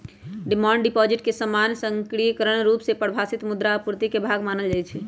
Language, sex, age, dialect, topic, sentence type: Magahi, male, 31-35, Western, banking, statement